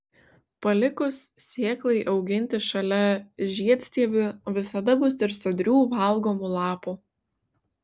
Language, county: Lithuanian, Vilnius